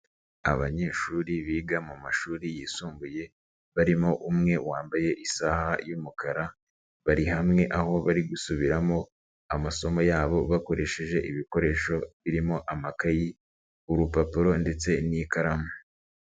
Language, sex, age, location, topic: Kinyarwanda, male, 36-49, Nyagatare, education